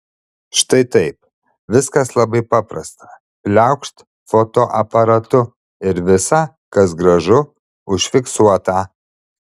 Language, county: Lithuanian, Šiauliai